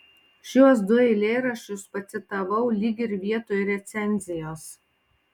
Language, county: Lithuanian, Panevėžys